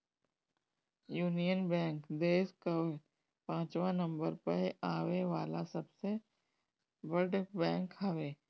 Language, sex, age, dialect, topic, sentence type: Bhojpuri, female, 36-40, Northern, banking, statement